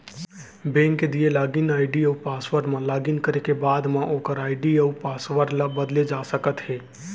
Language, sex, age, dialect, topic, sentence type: Chhattisgarhi, male, 18-24, Central, banking, statement